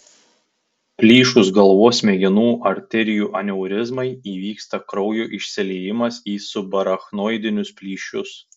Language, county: Lithuanian, Tauragė